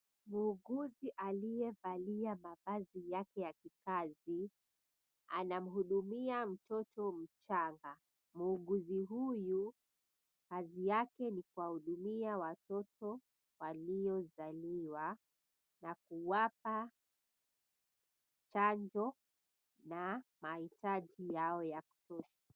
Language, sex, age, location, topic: Swahili, female, 25-35, Mombasa, health